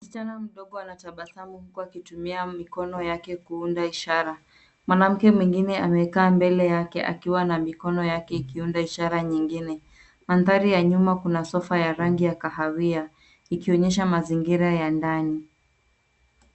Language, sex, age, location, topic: Swahili, female, 18-24, Nairobi, education